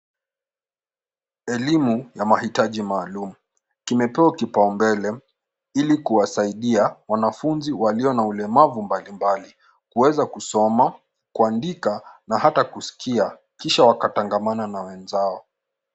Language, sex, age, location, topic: Swahili, male, 18-24, Nairobi, education